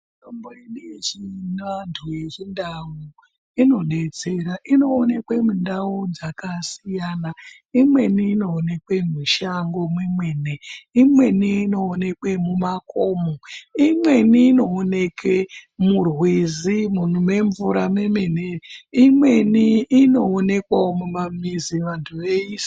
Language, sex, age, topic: Ndau, female, 25-35, health